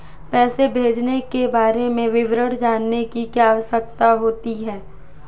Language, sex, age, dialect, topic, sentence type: Hindi, female, 18-24, Marwari Dhudhari, banking, question